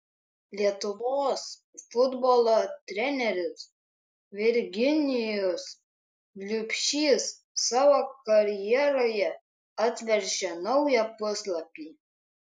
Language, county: Lithuanian, Kaunas